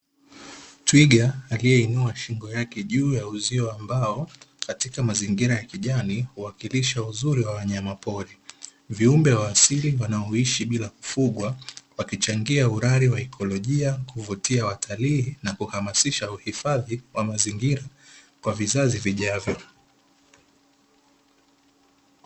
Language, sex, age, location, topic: Swahili, male, 18-24, Dar es Salaam, agriculture